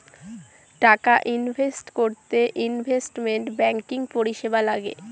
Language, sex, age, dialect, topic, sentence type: Bengali, female, 18-24, Northern/Varendri, banking, statement